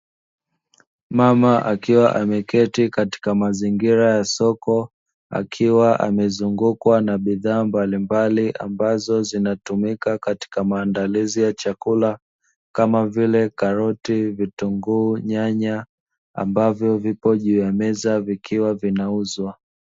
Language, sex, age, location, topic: Swahili, male, 25-35, Dar es Salaam, finance